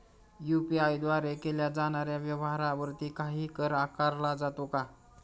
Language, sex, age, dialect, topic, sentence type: Marathi, male, 46-50, Standard Marathi, banking, question